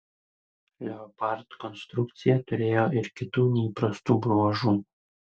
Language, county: Lithuanian, Utena